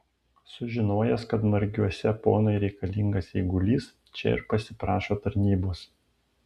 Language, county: Lithuanian, Panevėžys